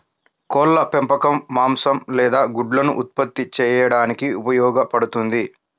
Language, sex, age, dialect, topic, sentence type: Telugu, male, 56-60, Central/Coastal, agriculture, statement